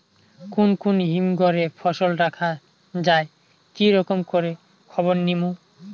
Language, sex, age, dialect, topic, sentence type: Bengali, male, 18-24, Rajbangshi, agriculture, question